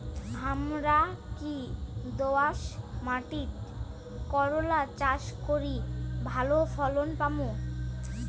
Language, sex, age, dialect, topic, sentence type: Bengali, male, 18-24, Rajbangshi, agriculture, question